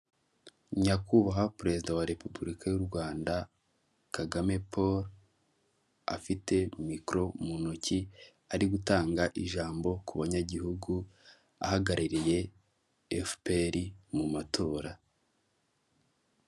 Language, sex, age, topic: Kinyarwanda, male, 18-24, government